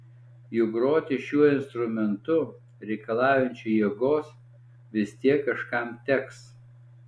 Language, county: Lithuanian, Alytus